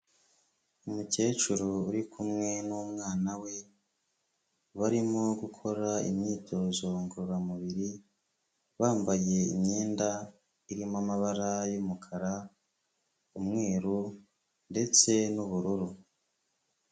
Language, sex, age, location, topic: Kinyarwanda, female, 25-35, Kigali, health